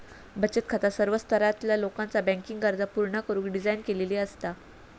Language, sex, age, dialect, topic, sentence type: Marathi, female, 18-24, Southern Konkan, banking, statement